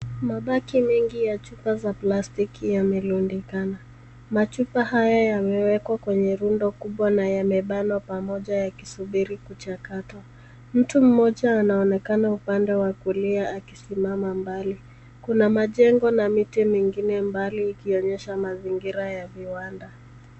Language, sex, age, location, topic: Swahili, female, 18-24, Nairobi, government